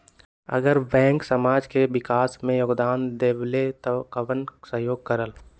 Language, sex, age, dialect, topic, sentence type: Magahi, male, 18-24, Western, banking, question